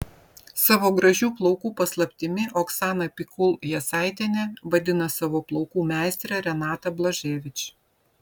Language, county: Lithuanian, Vilnius